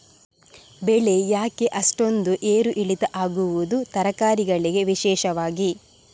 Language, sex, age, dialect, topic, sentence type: Kannada, female, 18-24, Coastal/Dakshin, agriculture, question